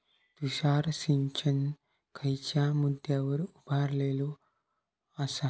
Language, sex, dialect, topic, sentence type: Marathi, male, Southern Konkan, agriculture, question